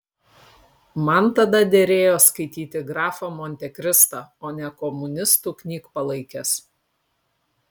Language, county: Lithuanian, Kaunas